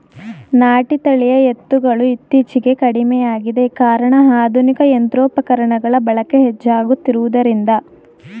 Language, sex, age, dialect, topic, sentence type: Kannada, female, 18-24, Mysore Kannada, agriculture, statement